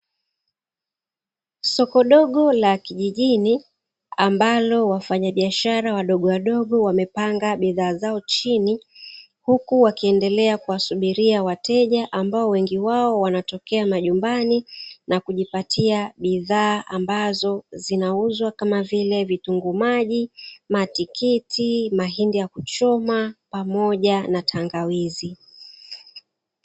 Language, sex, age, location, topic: Swahili, female, 36-49, Dar es Salaam, finance